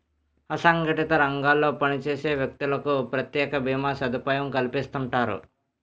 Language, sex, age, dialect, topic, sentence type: Telugu, male, 18-24, Utterandhra, banking, statement